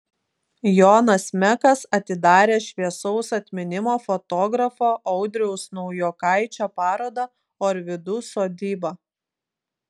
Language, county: Lithuanian, Klaipėda